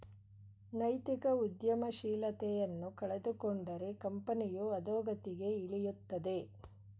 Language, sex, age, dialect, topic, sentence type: Kannada, female, 41-45, Mysore Kannada, banking, statement